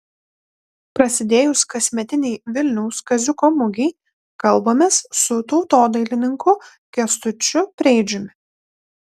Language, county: Lithuanian, Panevėžys